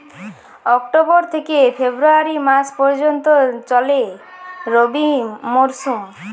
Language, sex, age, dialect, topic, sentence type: Bengali, female, 25-30, Jharkhandi, agriculture, statement